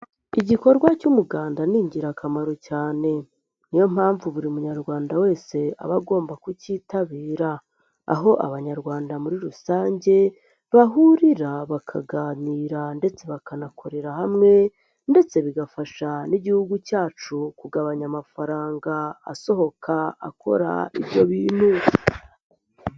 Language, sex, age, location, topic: Kinyarwanda, female, 18-24, Nyagatare, government